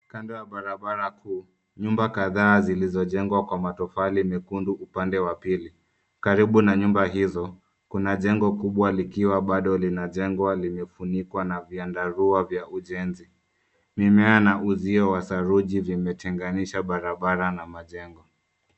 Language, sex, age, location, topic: Swahili, male, 18-24, Nairobi, finance